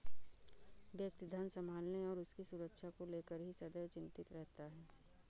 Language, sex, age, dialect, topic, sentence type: Hindi, female, 25-30, Awadhi Bundeli, banking, statement